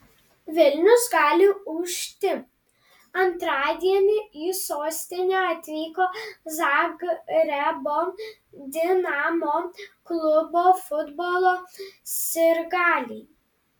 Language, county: Lithuanian, Panevėžys